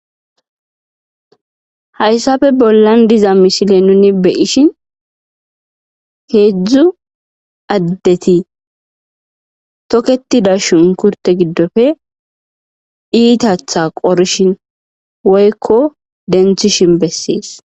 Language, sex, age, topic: Gamo, female, 25-35, agriculture